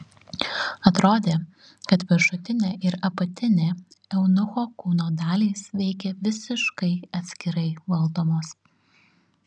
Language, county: Lithuanian, Šiauliai